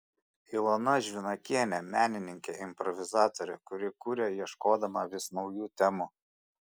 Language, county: Lithuanian, Šiauliai